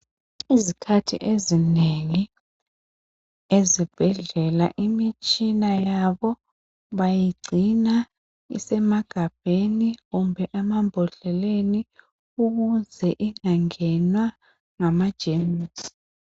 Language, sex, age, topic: North Ndebele, male, 50+, health